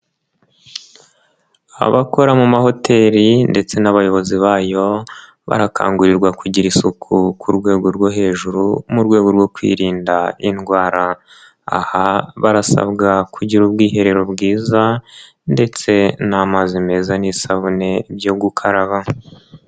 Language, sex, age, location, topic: Kinyarwanda, male, 25-35, Nyagatare, finance